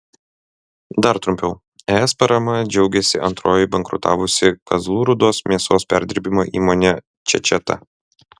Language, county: Lithuanian, Vilnius